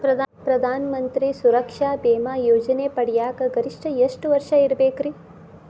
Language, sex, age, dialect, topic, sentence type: Kannada, female, 18-24, Dharwad Kannada, banking, question